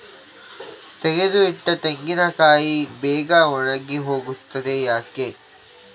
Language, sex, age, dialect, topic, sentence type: Kannada, male, 18-24, Coastal/Dakshin, agriculture, question